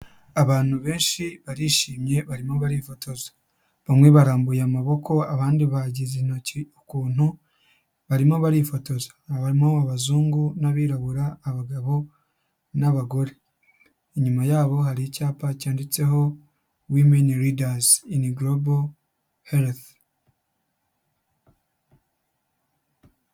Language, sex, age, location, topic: Kinyarwanda, male, 18-24, Huye, health